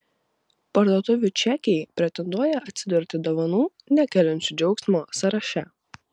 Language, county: Lithuanian, Vilnius